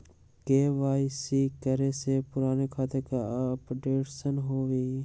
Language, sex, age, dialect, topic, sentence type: Magahi, male, 18-24, Western, banking, question